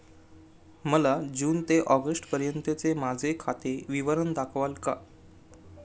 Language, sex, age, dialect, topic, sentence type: Marathi, male, 18-24, Standard Marathi, banking, question